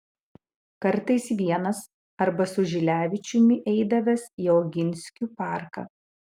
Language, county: Lithuanian, Utena